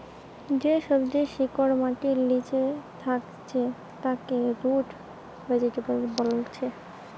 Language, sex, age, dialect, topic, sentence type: Bengali, female, 18-24, Western, agriculture, statement